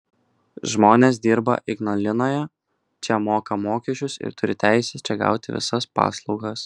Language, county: Lithuanian, Kaunas